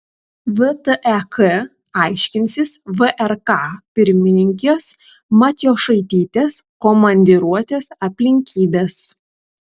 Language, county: Lithuanian, Telšiai